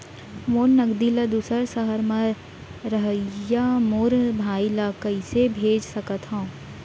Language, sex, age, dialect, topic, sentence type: Chhattisgarhi, female, 18-24, Central, banking, question